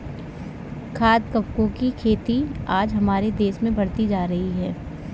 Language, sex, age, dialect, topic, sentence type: Hindi, female, 18-24, Kanauji Braj Bhasha, agriculture, statement